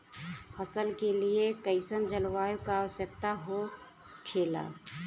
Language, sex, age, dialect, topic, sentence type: Bhojpuri, female, 31-35, Western, agriculture, question